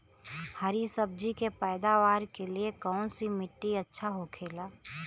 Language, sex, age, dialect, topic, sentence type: Bhojpuri, female, 31-35, Western, agriculture, question